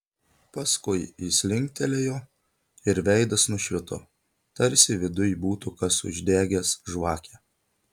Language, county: Lithuanian, Telšiai